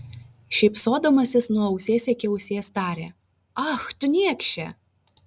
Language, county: Lithuanian, Vilnius